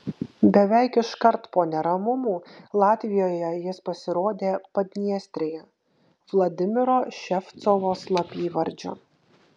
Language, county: Lithuanian, Kaunas